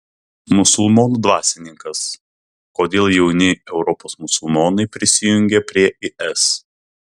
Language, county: Lithuanian, Vilnius